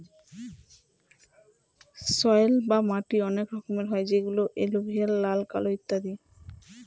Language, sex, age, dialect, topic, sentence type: Bengali, female, 25-30, Northern/Varendri, agriculture, statement